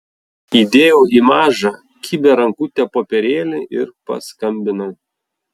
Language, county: Lithuanian, Vilnius